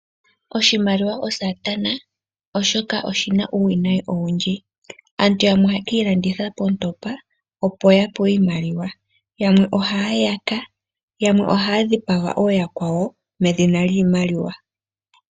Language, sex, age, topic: Oshiwambo, female, 18-24, finance